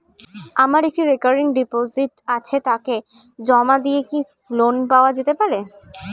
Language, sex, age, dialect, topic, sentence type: Bengali, female, 36-40, Standard Colloquial, banking, question